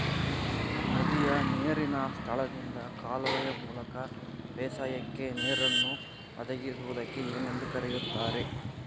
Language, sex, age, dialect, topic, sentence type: Kannada, male, 51-55, Central, agriculture, question